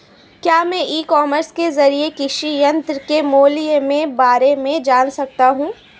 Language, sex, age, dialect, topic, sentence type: Hindi, female, 18-24, Marwari Dhudhari, agriculture, question